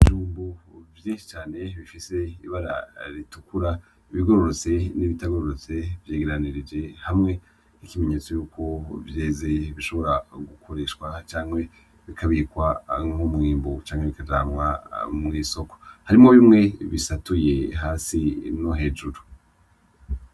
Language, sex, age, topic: Rundi, male, 25-35, agriculture